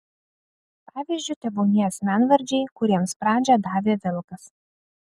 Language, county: Lithuanian, Kaunas